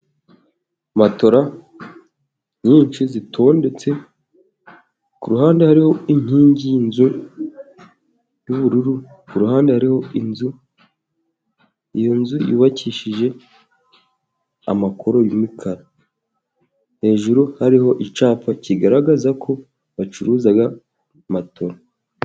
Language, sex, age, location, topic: Kinyarwanda, male, 18-24, Musanze, finance